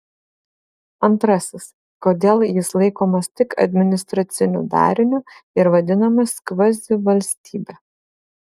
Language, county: Lithuanian, Vilnius